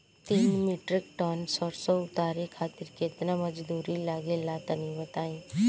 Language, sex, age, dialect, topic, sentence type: Bhojpuri, female, 25-30, Northern, agriculture, question